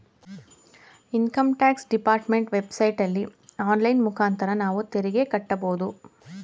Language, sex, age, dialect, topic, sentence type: Kannada, female, 31-35, Mysore Kannada, banking, statement